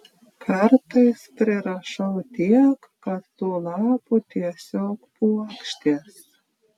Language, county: Lithuanian, Klaipėda